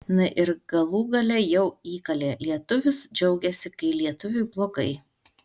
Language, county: Lithuanian, Alytus